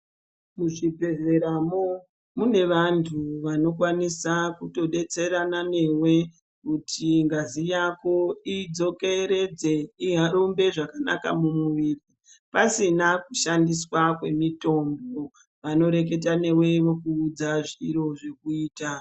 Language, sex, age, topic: Ndau, female, 25-35, health